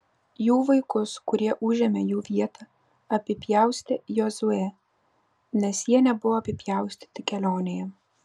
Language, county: Lithuanian, Vilnius